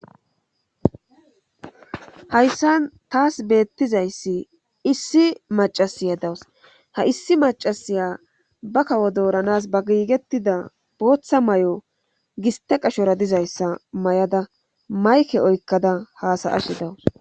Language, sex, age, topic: Gamo, female, 25-35, government